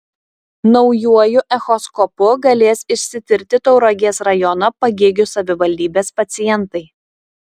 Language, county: Lithuanian, Šiauliai